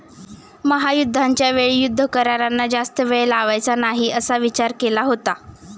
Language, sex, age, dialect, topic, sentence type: Marathi, female, 18-24, Standard Marathi, banking, statement